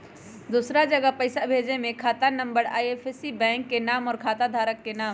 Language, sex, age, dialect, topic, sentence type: Magahi, female, 31-35, Western, banking, question